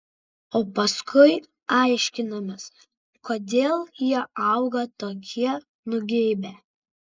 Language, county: Lithuanian, Vilnius